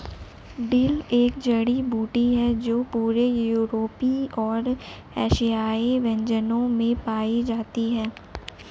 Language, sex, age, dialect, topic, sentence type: Hindi, male, 18-24, Marwari Dhudhari, agriculture, statement